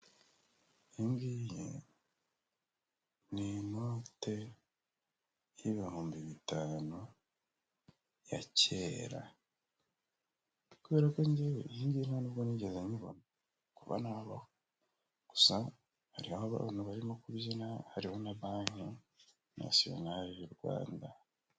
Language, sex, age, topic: Kinyarwanda, male, 18-24, finance